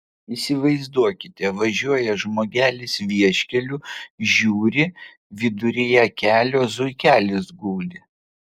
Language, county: Lithuanian, Vilnius